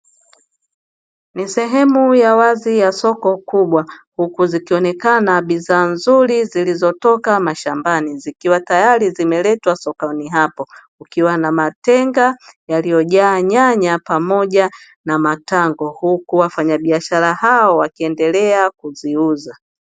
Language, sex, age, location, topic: Swahili, female, 25-35, Dar es Salaam, finance